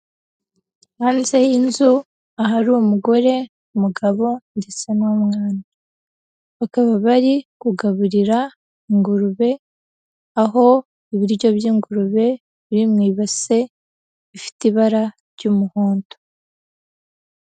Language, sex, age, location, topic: Kinyarwanda, female, 18-24, Huye, agriculture